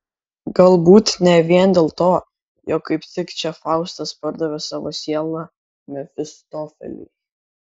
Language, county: Lithuanian, Kaunas